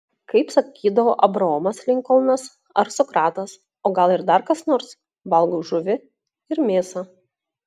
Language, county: Lithuanian, Klaipėda